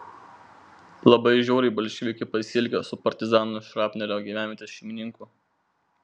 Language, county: Lithuanian, Vilnius